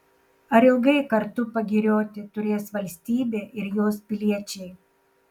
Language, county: Lithuanian, Šiauliai